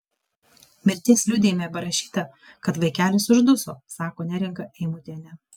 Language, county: Lithuanian, Kaunas